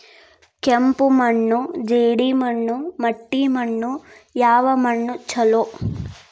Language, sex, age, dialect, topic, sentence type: Kannada, female, 18-24, Dharwad Kannada, agriculture, question